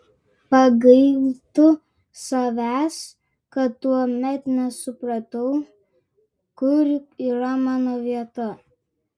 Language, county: Lithuanian, Vilnius